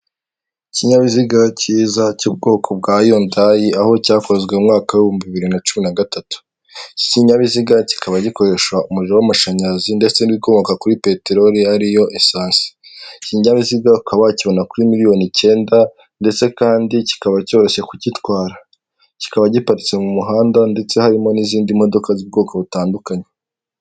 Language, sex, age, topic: Kinyarwanda, male, 18-24, finance